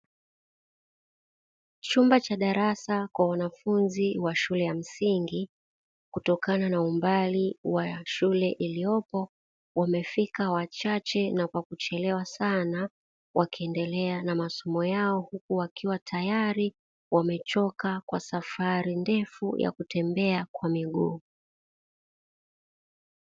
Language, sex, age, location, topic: Swahili, female, 36-49, Dar es Salaam, education